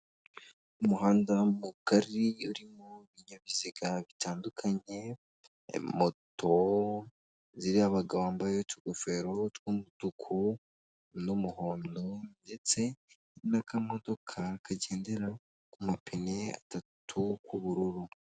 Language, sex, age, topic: Kinyarwanda, female, 18-24, government